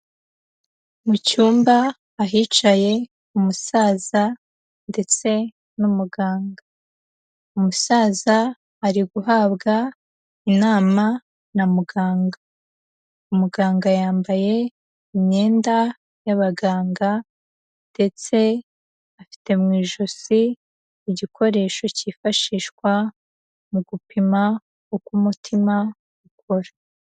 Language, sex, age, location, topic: Kinyarwanda, female, 18-24, Huye, health